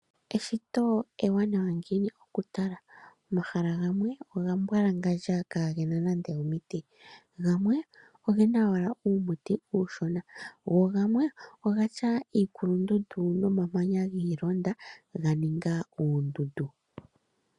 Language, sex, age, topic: Oshiwambo, female, 25-35, agriculture